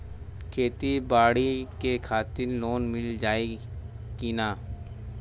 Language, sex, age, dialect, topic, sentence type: Bhojpuri, male, 18-24, Western, banking, question